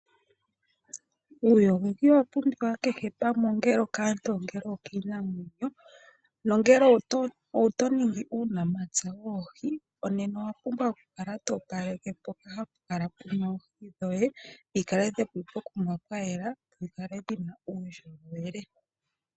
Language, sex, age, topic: Oshiwambo, female, 25-35, agriculture